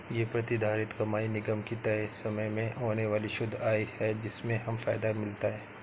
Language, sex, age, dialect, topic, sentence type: Hindi, male, 56-60, Awadhi Bundeli, banking, statement